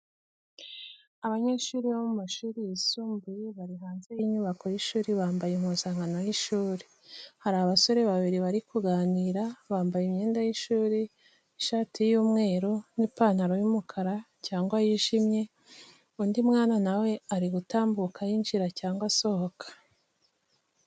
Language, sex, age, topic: Kinyarwanda, female, 25-35, education